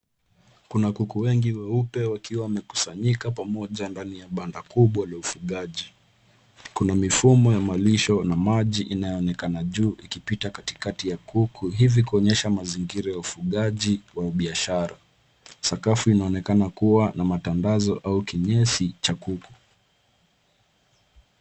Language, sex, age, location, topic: Swahili, male, 18-24, Nairobi, agriculture